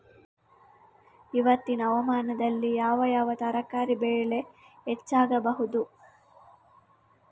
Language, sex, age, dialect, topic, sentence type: Kannada, female, 36-40, Coastal/Dakshin, agriculture, question